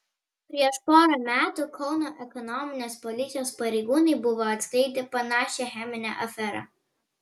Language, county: Lithuanian, Vilnius